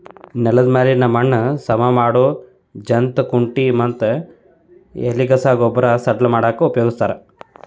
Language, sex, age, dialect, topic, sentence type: Kannada, male, 31-35, Dharwad Kannada, agriculture, statement